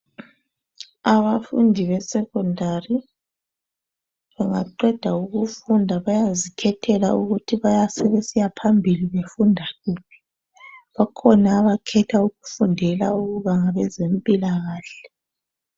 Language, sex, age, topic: North Ndebele, male, 36-49, health